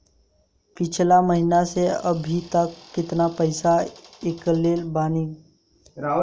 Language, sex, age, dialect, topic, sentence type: Bhojpuri, male, 18-24, Southern / Standard, banking, question